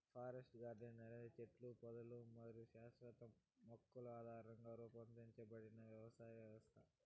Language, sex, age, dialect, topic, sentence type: Telugu, male, 46-50, Southern, agriculture, statement